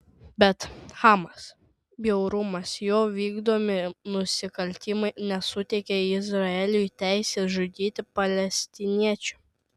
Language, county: Lithuanian, Šiauliai